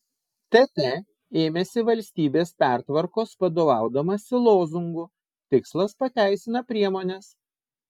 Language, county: Lithuanian, Vilnius